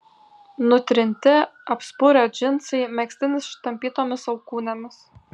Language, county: Lithuanian, Kaunas